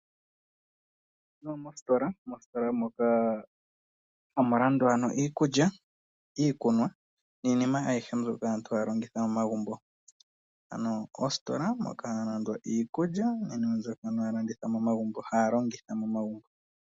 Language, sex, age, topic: Oshiwambo, male, 18-24, finance